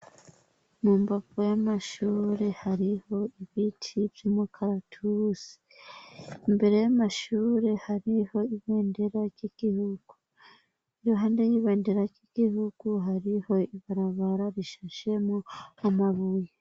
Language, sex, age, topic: Rundi, male, 18-24, education